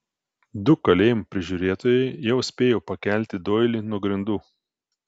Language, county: Lithuanian, Telšiai